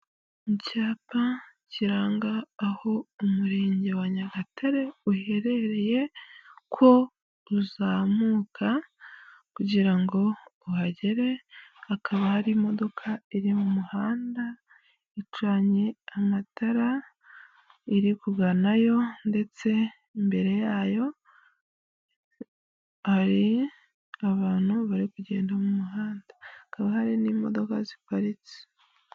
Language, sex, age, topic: Kinyarwanda, female, 25-35, government